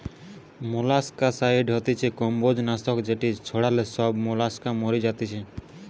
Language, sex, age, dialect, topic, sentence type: Bengali, male, 60-100, Western, agriculture, statement